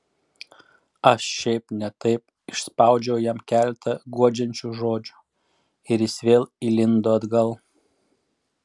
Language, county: Lithuanian, Klaipėda